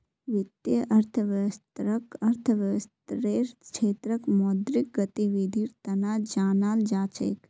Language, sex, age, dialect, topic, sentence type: Magahi, female, 18-24, Northeastern/Surjapuri, banking, statement